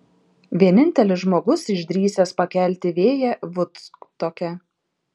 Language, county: Lithuanian, Šiauliai